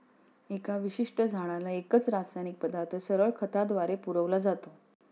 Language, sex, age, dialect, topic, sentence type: Marathi, female, 41-45, Standard Marathi, agriculture, statement